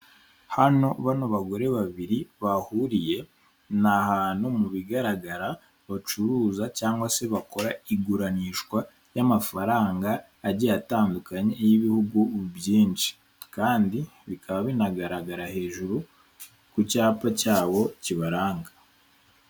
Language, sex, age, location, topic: Kinyarwanda, male, 18-24, Kigali, finance